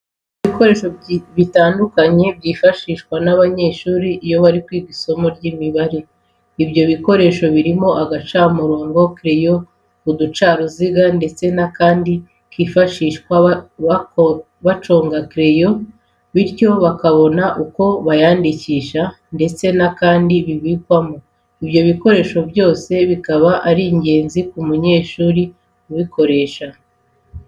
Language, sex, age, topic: Kinyarwanda, female, 36-49, education